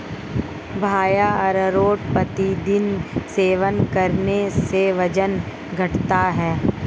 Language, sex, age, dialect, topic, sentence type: Hindi, female, 18-24, Hindustani Malvi Khadi Boli, agriculture, statement